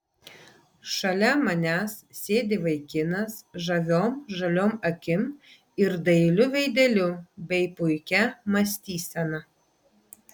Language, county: Lithuanian, Vilnius